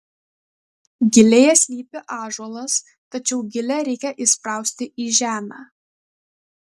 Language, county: Lithuanian, Kaunas